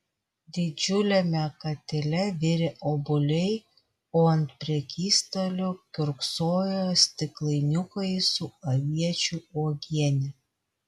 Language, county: Lithuanian, Vilnius